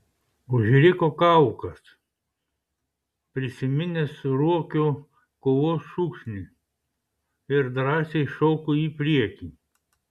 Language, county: Lithuanian, Klaipėda